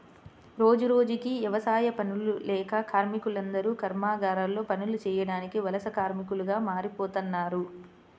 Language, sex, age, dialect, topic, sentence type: Telugu, female, 25-30, Central/Coastal, agriculture, statement